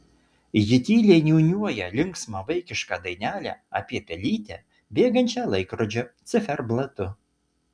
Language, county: Lithuanian, Utena